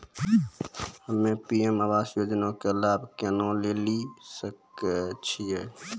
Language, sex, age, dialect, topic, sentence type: Maithili, male, 18-24, Angika, banking, question